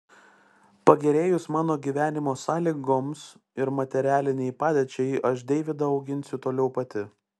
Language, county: Lithuanian, Klaipėda